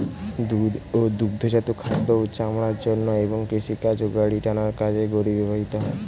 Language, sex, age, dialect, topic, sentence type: Bengali, male, 18-24, Standard Colloquial, agriculture, statement